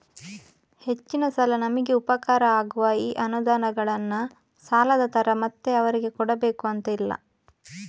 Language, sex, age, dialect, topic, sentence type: Kannada, female, 31-35, Coastal/Dakshin, banking, statement